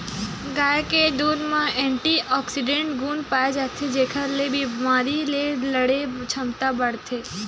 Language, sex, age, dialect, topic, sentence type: Chhattisgarhi, female, 18-24, Western/Budati/Khatahi, agriculture, statement